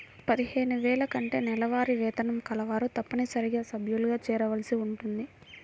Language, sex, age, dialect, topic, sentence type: Telugu, female, 18-24, Central/Coastal, banking, statement